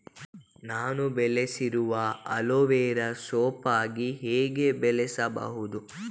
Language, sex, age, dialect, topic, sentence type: Kannada, female, 18-24, Coastal/Dakshin, agriculture, question